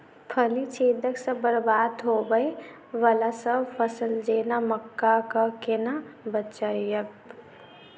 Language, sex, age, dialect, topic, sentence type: Maithili, female, 18-24, Southern/Standard, agriculture, question